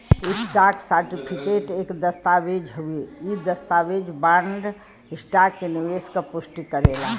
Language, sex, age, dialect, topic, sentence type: Bhojpuri, female, 25-30, Western, banking, statement